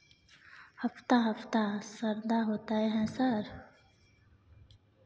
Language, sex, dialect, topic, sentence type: Maithili, female, Bajjika, banking, question